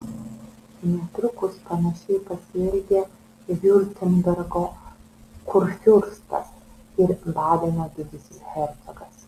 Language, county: Lithuanian, Vilnius